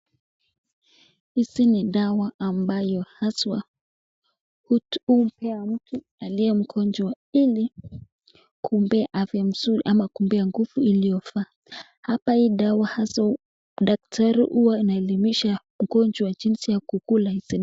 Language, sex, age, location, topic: Swahili, male, 25-35, Nakuru, health